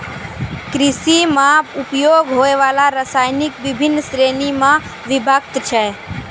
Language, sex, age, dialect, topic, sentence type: Maithili, female, 18-24, Angika, agriculture, statement